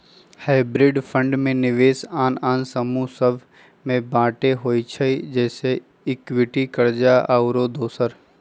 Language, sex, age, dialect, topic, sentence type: Magahi, male, 25-30, Western, banking, statement